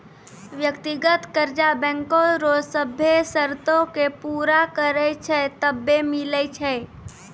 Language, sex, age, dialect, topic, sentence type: Maithili, female, 18-24, Angika, banking, statement